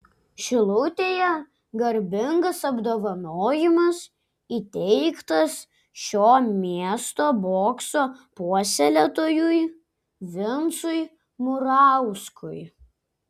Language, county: Lithuanian, Klaipėda